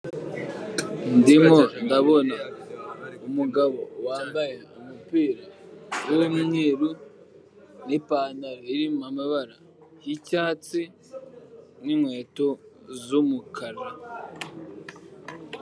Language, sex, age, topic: Kinyarwanda, male, 25-35, finance